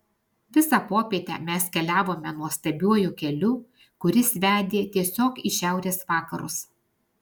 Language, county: Lithuanian, Alytus